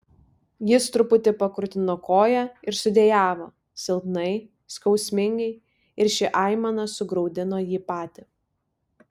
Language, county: Lithuanian, Vilnius